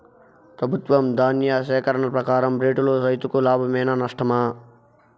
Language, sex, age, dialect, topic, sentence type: Telugu, male, 41-45, Southern, agriculture, question